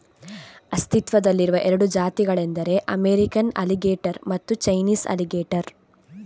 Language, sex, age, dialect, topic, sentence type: Kannada, female, 46-50, Coastal/Dakshin, agriculture, statement